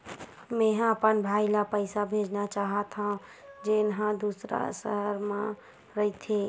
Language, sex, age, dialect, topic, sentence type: Chhattisgarhi, female, 51-55, Western/Budati/Khatahi, banking, statement